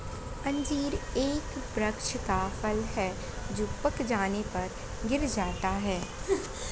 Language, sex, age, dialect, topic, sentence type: Hindi, female, 60-100, Awadhi Bundeli, agriculture, statement